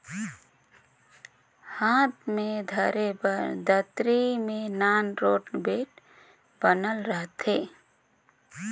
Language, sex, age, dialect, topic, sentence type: Chhattisgarhi, female, 31-35, Northern/Bhandar, agriculture, statement